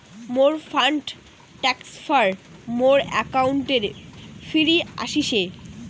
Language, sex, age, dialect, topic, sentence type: Bengali, female, 18-24, Rajbangshi, banking, statement